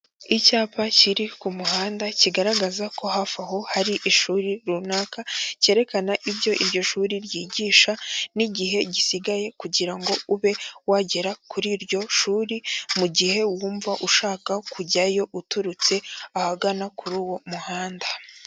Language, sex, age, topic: Kinyarwanda, female, 18-24, education